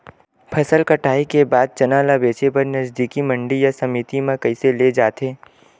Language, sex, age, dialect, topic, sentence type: Chhattisgarhi, male, 18-24, Western/Budati/Khatahi, agriculture, question